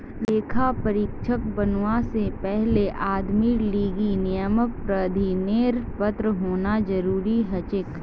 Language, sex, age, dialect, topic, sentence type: Magahi, female, 25-30, Northeastern/Surjapuri, banking, statement